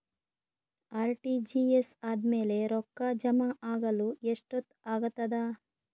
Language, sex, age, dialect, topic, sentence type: Kannada, female, 31-35, Northeastern, banking, question